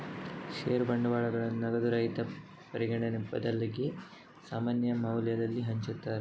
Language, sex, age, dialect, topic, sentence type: Kannada, male, 18-24, Coastal/Dakshin, banking, statement